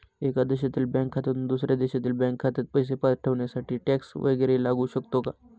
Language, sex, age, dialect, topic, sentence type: Marathi, male, 25-30, Northern Konkan, banking, question